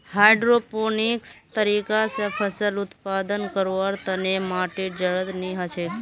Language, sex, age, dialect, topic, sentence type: Magahi, male, 25-30, Northeastern/Surjapuri, agriculture, statement